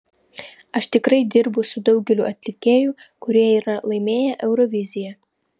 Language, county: Lithuanian, Vilnius